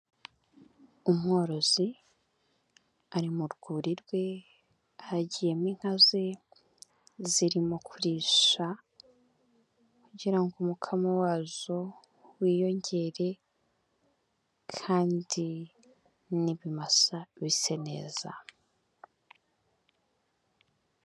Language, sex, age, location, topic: Kinyarwanda, female, 18-24, Nyagatare, agriculture